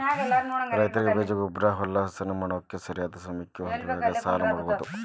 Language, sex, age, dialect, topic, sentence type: Kannada, male, 36-40, Dharwad Kannada, agriculture, statement